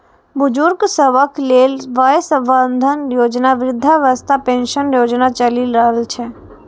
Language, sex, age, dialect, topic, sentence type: Maithili, female, 18-24, Eastern / Thethi, banking, statement